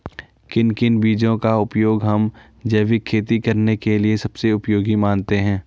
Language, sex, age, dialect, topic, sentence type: Hindi, male, 41-45, Garhwali, agriculture, question